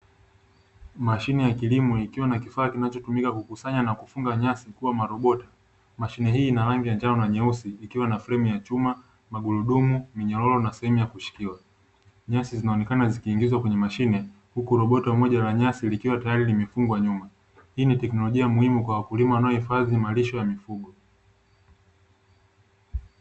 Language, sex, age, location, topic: Swahili, male, 25-35, Dar es Salaam, agriculture